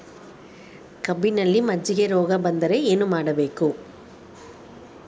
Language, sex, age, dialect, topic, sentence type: Kannada, female, 18-24, Dharwad Kannada, agriculture, question